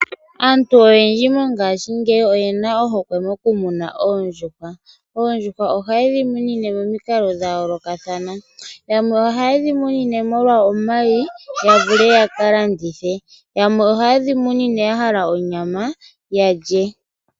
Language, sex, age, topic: Oshiwambo, male, 25-35, agriculture